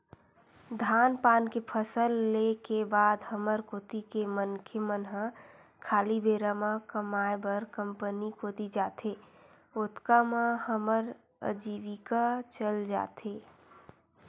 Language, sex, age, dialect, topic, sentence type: Chhattisgarhi, female, 18-24, Western/Budati/Khatahi, agriculture, statement